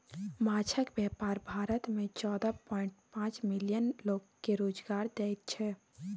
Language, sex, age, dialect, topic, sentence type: Maithili, female, 18-24, Bajjika, agriculture, statement